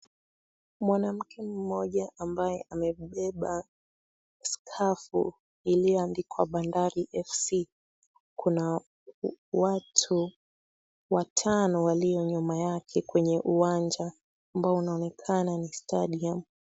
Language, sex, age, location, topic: Swahili, female, 18-24, Kisumu, government